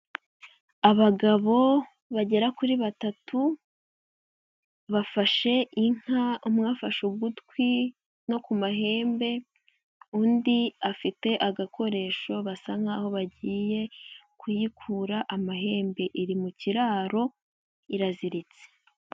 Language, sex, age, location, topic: Kinyarwanda, female, 18-24, Huye, agriculture